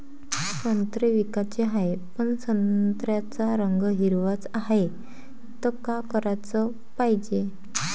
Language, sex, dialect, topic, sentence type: Marathi, female, Varhadi, agriculture, question